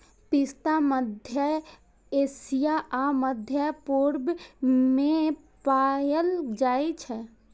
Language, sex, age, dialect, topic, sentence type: Maithili, female, 51-55, Eastern / Thethi, agriculture, statement